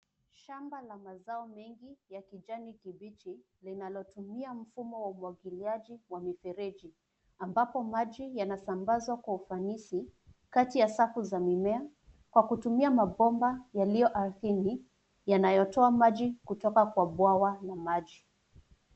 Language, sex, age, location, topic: Swahili, female, 25-35, Nairobi, agriculture